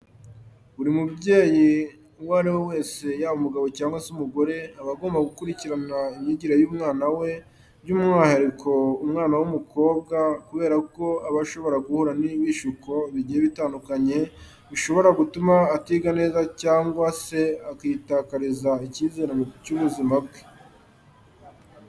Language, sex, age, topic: Kinyarwanda, male, 18-24, education